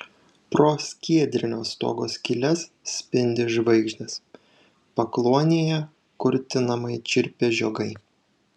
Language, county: Lithuanian, Šiauliai